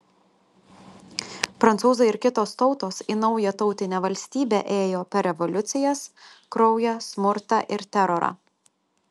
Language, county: Lithuanian, Telšiai